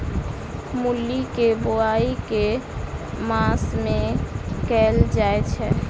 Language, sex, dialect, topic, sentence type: Maithili, female, Southern/Standard, agriculture, question